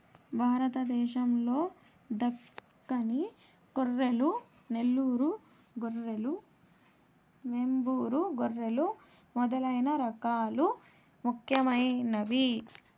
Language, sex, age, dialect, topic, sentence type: Telugu, female, 18-24, Southern, agriculture, statement